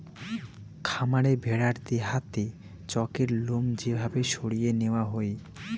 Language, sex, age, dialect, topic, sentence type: Bengali, male, 18-24, Rajbangshi, agriculture, statement